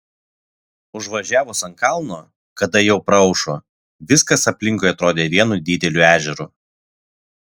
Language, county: Lithuanian, Vilnius